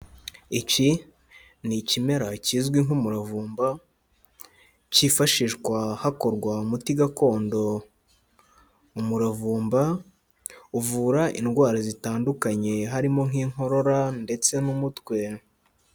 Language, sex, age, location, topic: Kinyarwanda, male, 18-24, Huye, health